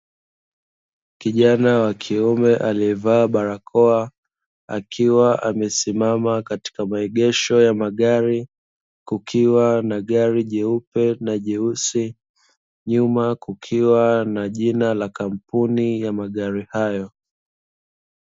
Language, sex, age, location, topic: Swahili, male, 25-35, Dar es Salaam, finance